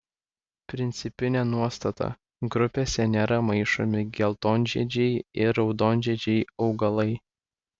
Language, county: Lithuanian, Klaipėda